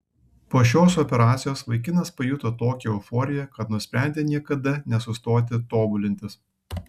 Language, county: Lithuanian, Kaunas